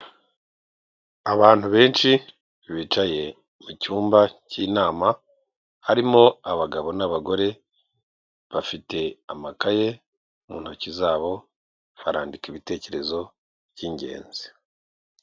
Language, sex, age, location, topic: Kinyarwanda, male, 36-49, Kigali, health